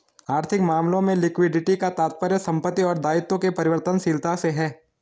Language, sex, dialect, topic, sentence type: Hindi, male, Garhwali, banking, statement